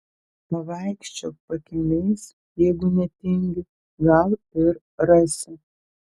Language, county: Lithuanian, Telšiai